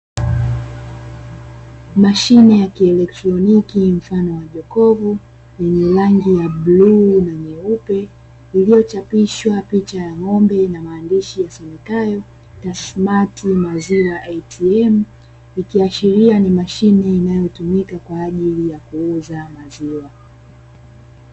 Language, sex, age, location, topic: Swahili, female, 18-24, Dar es Salaam, finance